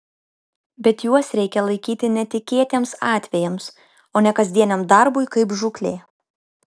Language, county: Lithuanian, Kaunas